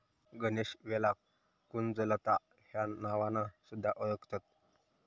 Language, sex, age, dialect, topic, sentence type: Marathi, male, 18-24, Southern Konkan, agriculture, statement